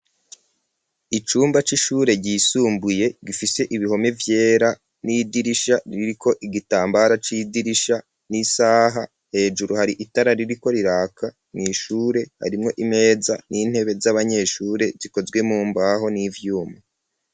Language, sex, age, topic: Rundi, male, 36-49, education